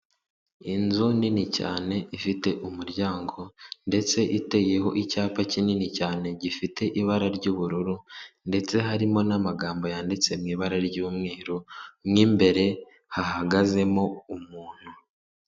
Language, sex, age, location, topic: Kinyarwanda, male, 36-49, Kigali, government